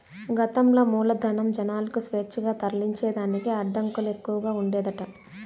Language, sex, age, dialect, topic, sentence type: Telugu, female, 18-24, Southern, banking, statement